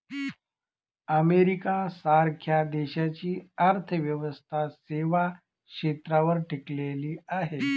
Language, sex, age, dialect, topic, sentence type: Marathi, male, 41-45, Northern Konkan, banking, statement